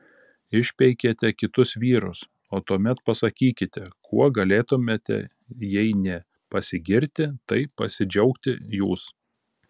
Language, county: Lithuanian, Panevėžys